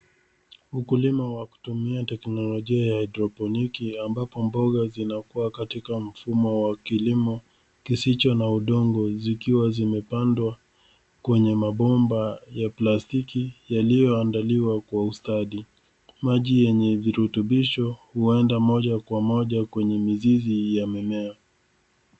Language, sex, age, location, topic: Swahili, male, 36-49, Nairobi, agriculture